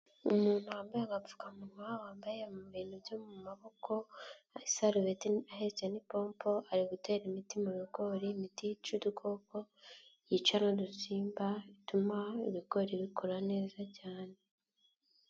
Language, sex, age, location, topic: Kinyarwanda, female, 18-24, Nyagatare, agriculture